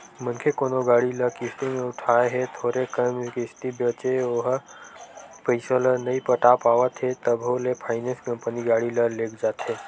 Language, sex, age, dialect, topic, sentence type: Chhattisgarhi, male, 18-24, Western/Budati/Khatahi, banking, statement